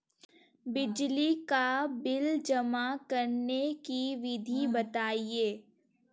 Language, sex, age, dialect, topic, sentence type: Hindi, female, 18-24, Kanauji Braj Bhasha, banking, question